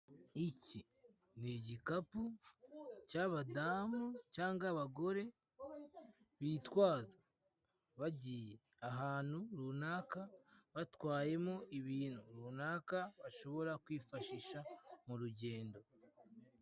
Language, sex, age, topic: Kinyarwanda, male, 25-35, finance